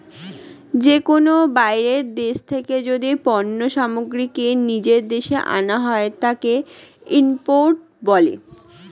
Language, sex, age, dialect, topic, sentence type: Bengali, female, 60-100, Standard Colloquial, banking, statement